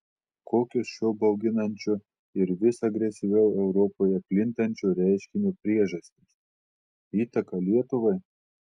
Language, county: Lithuanian, Telšiai